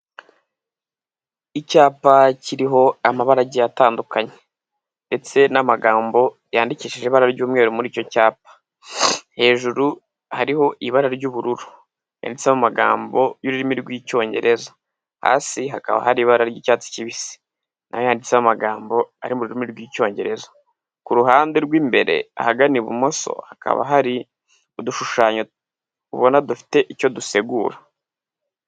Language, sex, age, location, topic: Kinyarwanda, male, 18-24, Huye, health